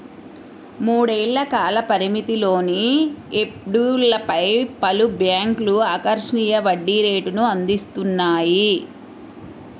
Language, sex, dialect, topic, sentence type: Telugu, female, Central/Coastal, banking, statement